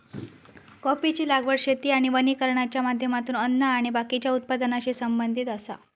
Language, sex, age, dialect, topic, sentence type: Marathi, female, 31-35, Southern Konkan, agriculture, statement